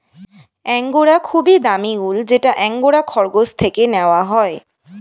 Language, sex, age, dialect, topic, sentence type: Bengali, female, <18, Standard Colloquial, agriculture, statement